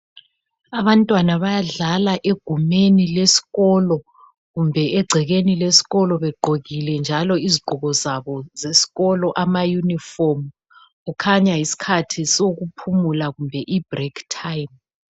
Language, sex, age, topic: North Ndebele, male, 36-49, education